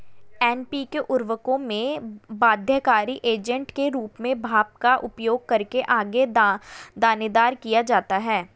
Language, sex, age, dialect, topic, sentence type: Hindi, female, 25-30, Hindustani Malvi Khadi Boli, agriculture, statement